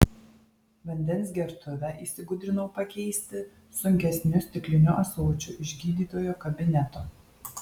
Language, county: Lithuanian, Alytus